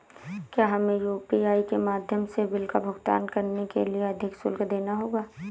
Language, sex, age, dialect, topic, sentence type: Hindi, female, 18-24, Awadhi Bundeli, banking, question